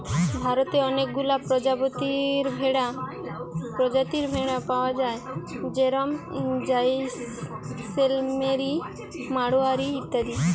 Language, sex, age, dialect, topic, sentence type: Bengali, female, 18-24, Western, agriculture, statement